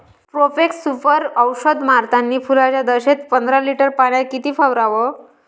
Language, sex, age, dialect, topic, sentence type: Marathi, male, 31-35, Varhadi, agriculture, question